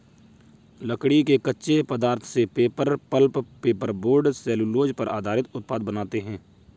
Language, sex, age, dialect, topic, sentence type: Hindi, male, 56-60, Kanauji Braj Bhasha, agriculture, statement